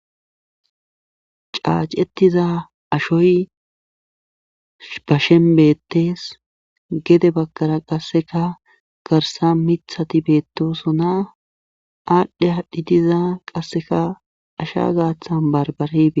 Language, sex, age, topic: Gamo, male, 18-24, government